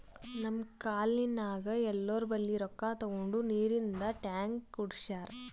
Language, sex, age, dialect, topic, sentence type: Kannada, female, 18-24, Northeastern, banking, statement